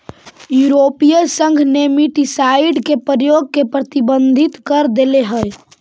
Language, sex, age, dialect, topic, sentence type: Magahi, male, 18-24, Central/Standard, banking, statement